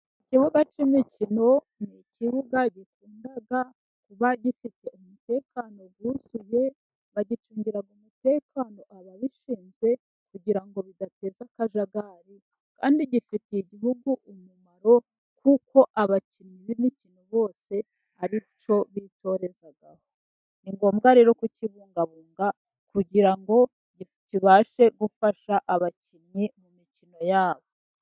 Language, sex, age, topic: Kinyarwanda, female, 36-49, government